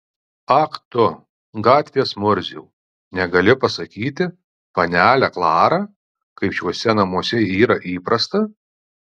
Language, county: Lithuanian, Alytus